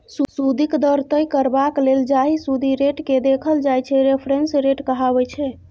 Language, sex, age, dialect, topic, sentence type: Maithili, female, 41-45, Bajjika, banking, statement